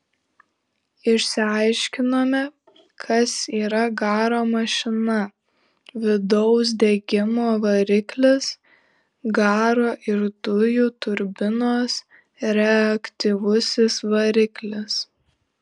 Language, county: Lithuanian, Šiauliai